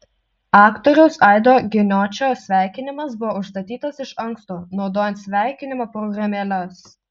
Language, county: Lithuanian, Utena